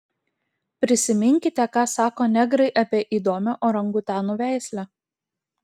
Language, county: Lithuanian, Klaipėda